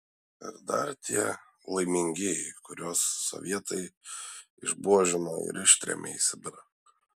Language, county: Lithuanian, Šiauliai